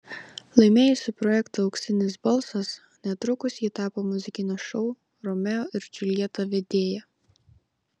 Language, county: Lithuanian, Vilnius